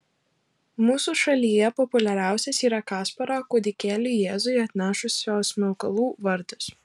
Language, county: Lithuanian, Alytus